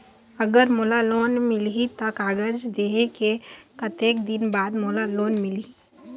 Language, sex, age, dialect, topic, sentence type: Chhattisgarhi, female, 51-55, Eastern, banking, question